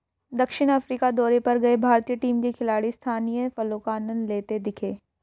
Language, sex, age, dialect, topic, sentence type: Hindi, female, 18-24, Hindustani Malvi Khadi Boli, agriculture, statement